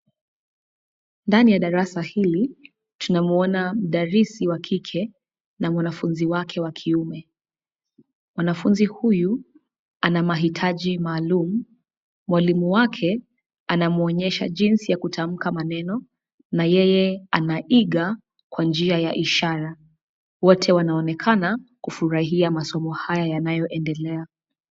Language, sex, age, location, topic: Swahili, female, 25-35, Nairobi, education